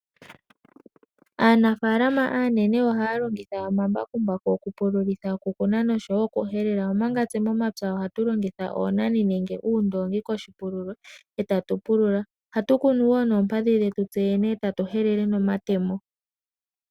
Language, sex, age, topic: Oshiwambo, female, 18-24, agriculture